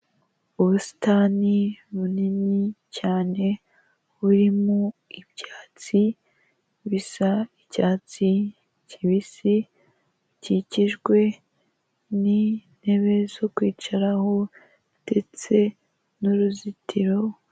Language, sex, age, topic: Kinyarwanda, female, 18-24, government